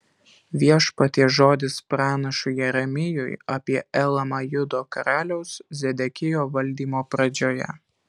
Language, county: Lithuanian, Alytus